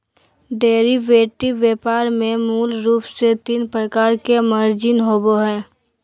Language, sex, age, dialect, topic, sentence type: Magahi, female, 18-24, Southern, banking, statement